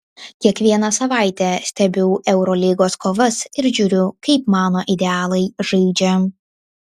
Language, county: Lithuanian, Vilnius